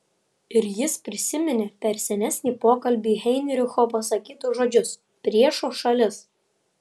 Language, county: Lithuanian, Vilnius